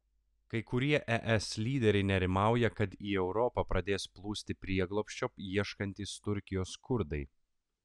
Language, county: Lithuanian, Klaipėda